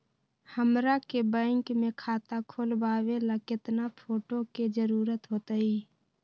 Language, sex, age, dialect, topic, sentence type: Magahi, female, 18-24, Western, banking, question